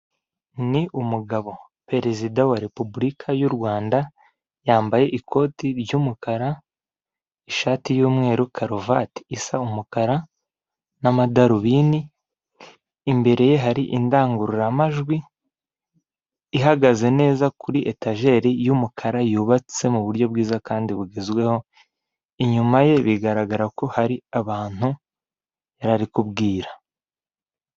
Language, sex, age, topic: Kinyarwanda, male, 18-24, government